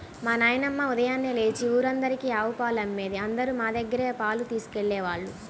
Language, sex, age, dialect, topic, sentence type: Telugu, female, 18-24, Central/Coastal, agriculture, statement